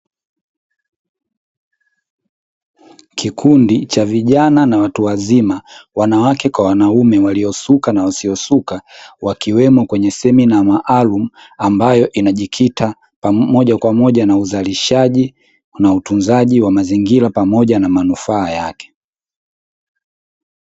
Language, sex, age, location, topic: Swahili, male, 18-24, Dar es Salaam, education